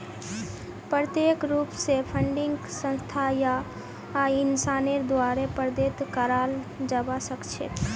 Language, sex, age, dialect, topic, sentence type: Magahi, female, 25-30, Northeastern/Surjapuri, banking, statement